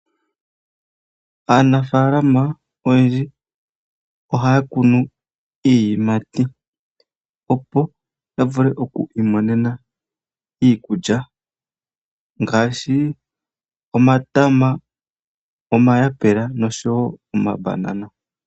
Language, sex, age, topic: Oshiwambo, male, 25-35, agriculture